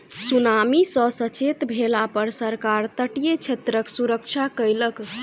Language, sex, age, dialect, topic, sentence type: Maithili, female, 18-24, Southern/Standard, agriculture, statement